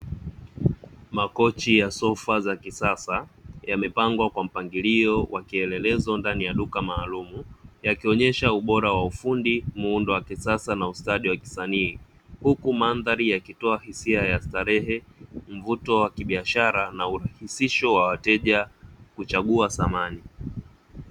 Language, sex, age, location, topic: Swahili, male, 18-24, Dar es Salaam, finance